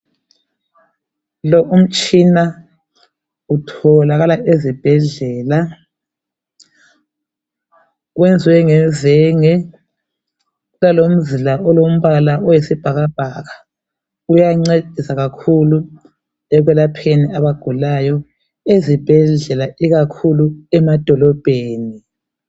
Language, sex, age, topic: North Ndebele, female, 50+, health